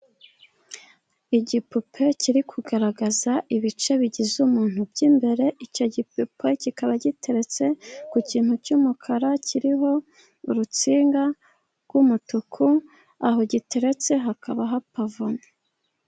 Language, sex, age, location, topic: Kinyarwanda, female, 25-35, Musanze, education